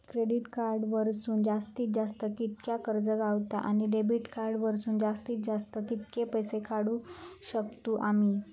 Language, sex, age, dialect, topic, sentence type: Marathi, female, 25-30, Southern Konkan, banking, question